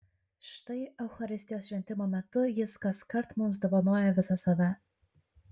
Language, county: Lithuanian, Kaunas